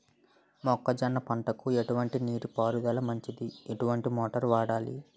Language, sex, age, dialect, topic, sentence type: Telugu, male, 18-24, Utterandhra, agriculture, question